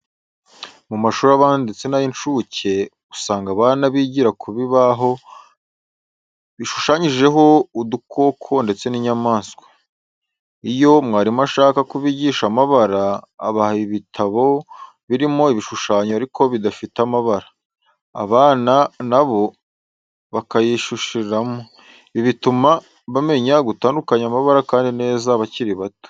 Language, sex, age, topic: Kinyarwanda, male, 18-24, education